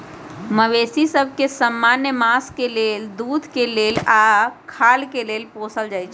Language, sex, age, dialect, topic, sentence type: Magahi, female, 31-35, Western, agriculture, statement